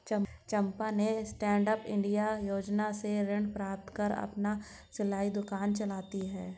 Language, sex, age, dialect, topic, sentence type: Hindi, female, 56-60, Hindustani Malvi Khadi Boli, banking, statement